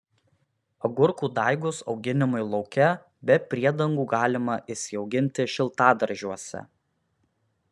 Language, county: Lithuanian, Alytus